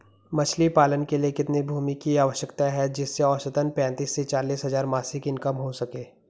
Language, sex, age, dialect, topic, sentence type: Hindi, male, 18-24, Garhwali, agriculture, question